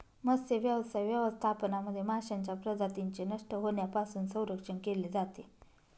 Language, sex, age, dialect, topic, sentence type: Marathi, female, 31-35, Northern Konkan, agriculture, statement